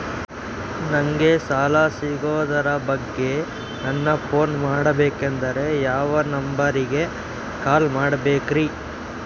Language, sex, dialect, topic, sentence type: Kannada, male, Central, banking, question